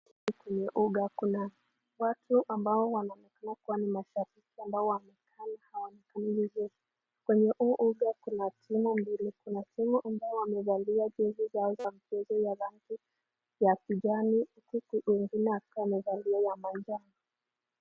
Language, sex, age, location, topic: Swahili, female, 25-35, Nakuru, government